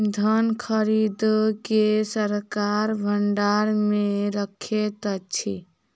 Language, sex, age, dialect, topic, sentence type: Maithili, female, 18-24, Southern/Standard, agriculture, statement